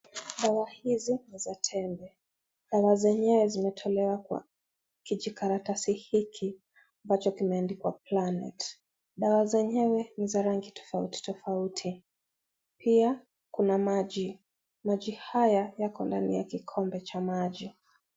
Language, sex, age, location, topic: Swahili, female, 25-35, Kisii, health